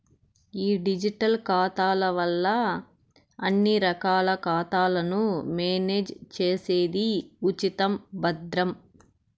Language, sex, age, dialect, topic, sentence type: Telugu, male, 18-24, Southern, banking, statement